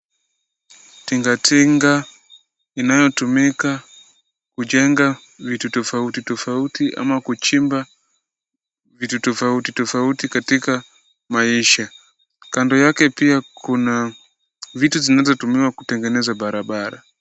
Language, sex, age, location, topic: Swahili, male, 25-35, Kisumu, government